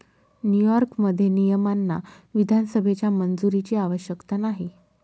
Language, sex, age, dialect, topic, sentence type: Marathi, female, 25-30, Northern Konkan, banking, statement